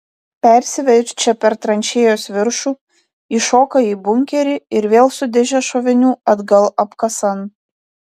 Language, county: Lithuanian, Vilnius